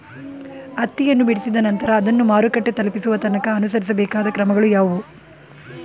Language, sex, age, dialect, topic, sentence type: Kannada, female, 36-40, Mysore Kannada, agriculture, question